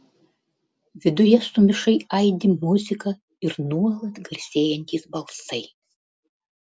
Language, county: Lithuanian, Panevėžys